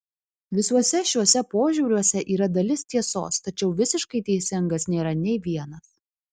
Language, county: Lithuanian, Alytus